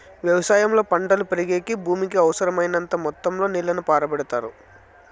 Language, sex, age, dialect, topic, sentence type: Telugu, male, 25-30, Southern, agriculture, statement